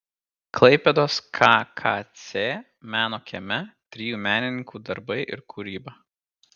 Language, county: Lithuanian, Kaunas